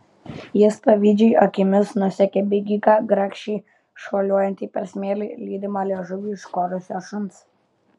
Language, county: Lithuanian, Kaunas